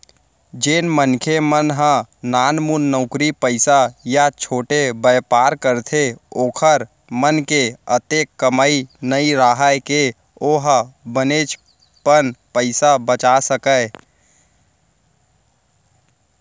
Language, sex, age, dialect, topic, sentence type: Chhattisgarhi, male, 18-24, Central, banking, statement